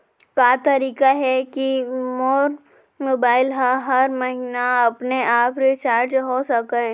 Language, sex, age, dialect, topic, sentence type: Chhattisgarhi, female, 18-24, Central, banking, question